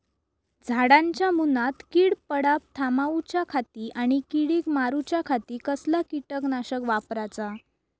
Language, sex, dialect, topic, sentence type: Marathi, female, Southern Konkan, agriculture, question